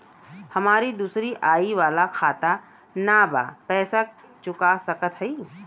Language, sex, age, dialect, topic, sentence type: Bhojpuri, female, 36-40, Western, banking, question